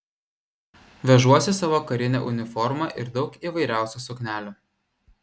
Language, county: Lithuanian, Vilnius